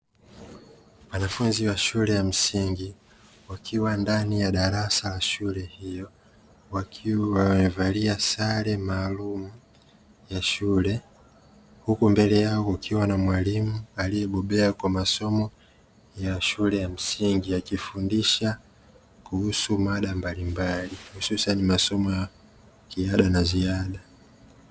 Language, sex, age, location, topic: Swahili, male, 25-35, Dar es Salaam, education